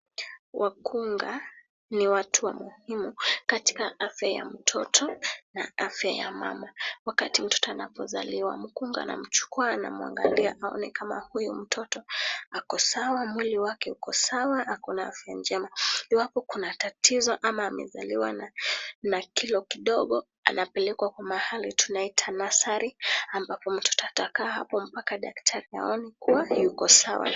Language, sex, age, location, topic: Swahili, female, 18-24, Kisumu, health